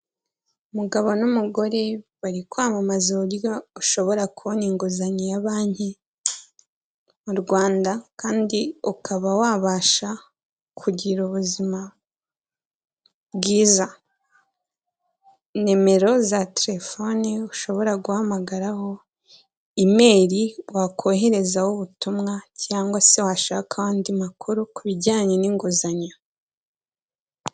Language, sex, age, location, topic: Kinyarwanda, female, 18-24, Kigali, finance